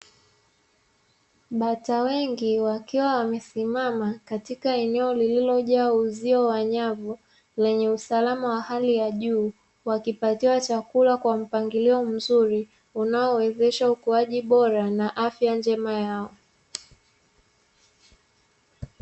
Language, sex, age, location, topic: Swahili, female, 25-35, Dar es Salaam, agriculture